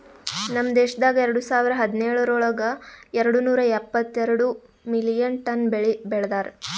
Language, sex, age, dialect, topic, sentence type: Kannada, female, 18-24, Northeastern, agriculture, statement